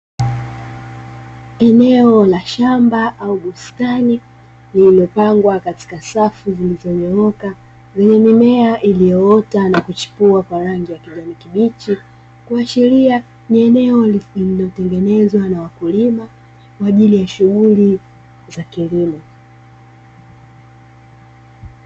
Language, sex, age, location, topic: Swahili, female, 25-35, Dar es Salaam, agriculture